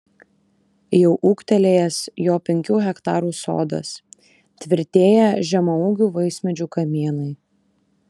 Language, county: Lithuanian, Kaunas